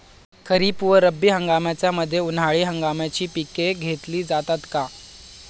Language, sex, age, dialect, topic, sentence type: Marathi, male, 18-24, Standard Marathi, agriculture, question